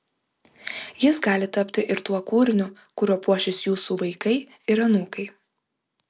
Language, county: Lithuanian, Vilnius